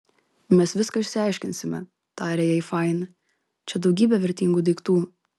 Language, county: Lithuanian, Vilnius